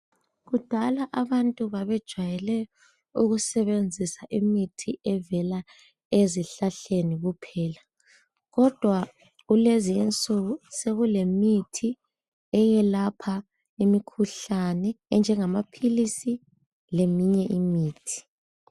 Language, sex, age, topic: North Ndebele, female, 18-24, health